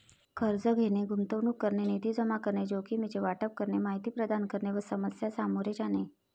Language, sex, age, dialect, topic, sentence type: Marathi, female, 51-55, Varhadi, banking, statement